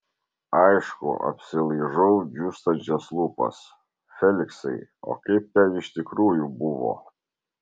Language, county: Lithuanian, Vilnius